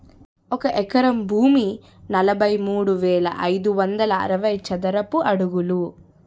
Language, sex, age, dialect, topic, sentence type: Telugu, female, 31-35, Utterandhra, agriculture, statement